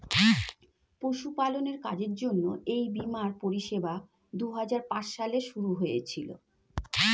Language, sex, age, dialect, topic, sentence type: Bengali, female, 41-45, Standard Colloquial, agriculture, statement